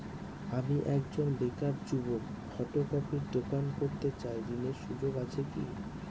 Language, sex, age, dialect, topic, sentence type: Bengali, male, 18-24, Northern/Varendri, banking, question